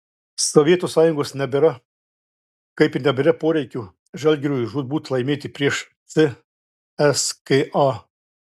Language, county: Lithuanian, Klaipėda